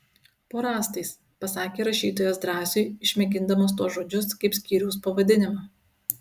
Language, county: Lithuanian, Utena